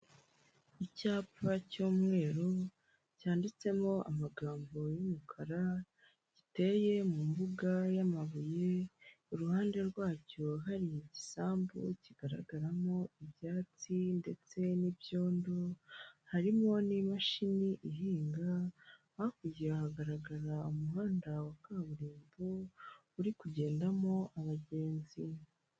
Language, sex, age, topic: Kinyarwanda, male, 25-35, government